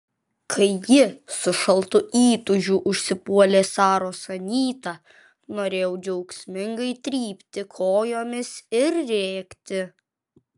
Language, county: Lithuanian, Vilnius